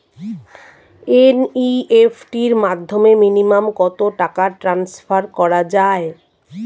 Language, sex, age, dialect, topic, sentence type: Bengali, female, 36-40, Standard Colloquial, banking, question